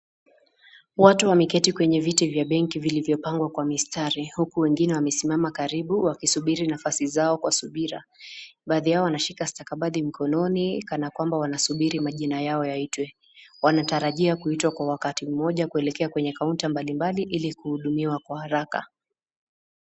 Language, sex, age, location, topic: Swahili, female, 18-24, Nakuru, government